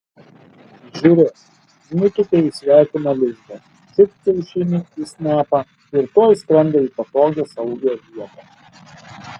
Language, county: Lithuanian, Klaipėda